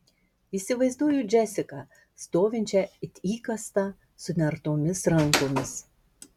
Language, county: Lithuanian, Marijampolė